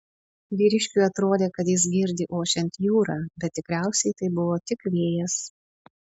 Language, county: Lithuanian, Panevėžys